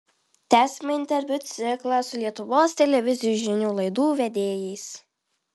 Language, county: Lithuanian, Vilnius